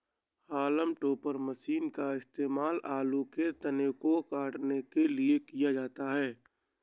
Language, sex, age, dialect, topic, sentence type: Hindi, male, 18-24, Awadhi Bundeli, agriculture, statement